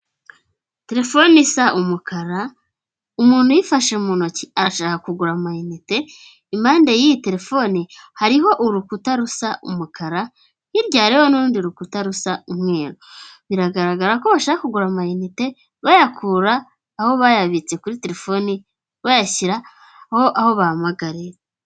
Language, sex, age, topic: Kinyarwanda, female, 18-24, finance